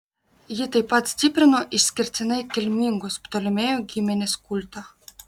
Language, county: Lithuanian, Marijampolė